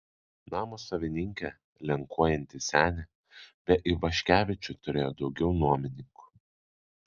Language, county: Lithuanian, Kaunas